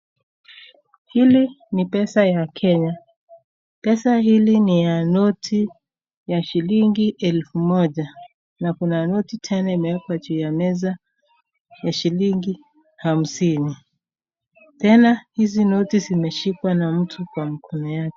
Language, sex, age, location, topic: Swahili, female, 36-49, Nakuru, finance